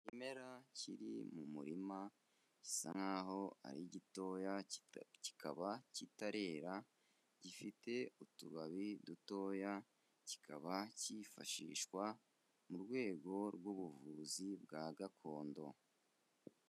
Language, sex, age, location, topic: Kinyarwanda, male, 25-35, Kigali, health